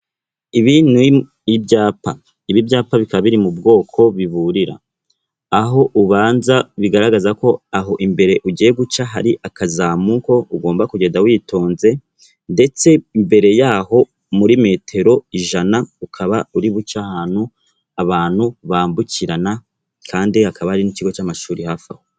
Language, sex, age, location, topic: Kinyarwanda, female, 36-49, Kigali, government